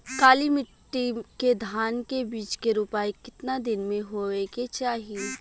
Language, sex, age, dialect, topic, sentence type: Bhojpuri, female, 25-30, Western, agriculture, question